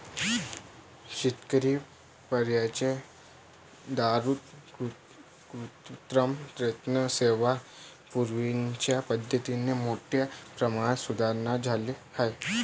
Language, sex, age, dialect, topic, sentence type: Marathi, male, 18-24, Varhadi, agriculture, statement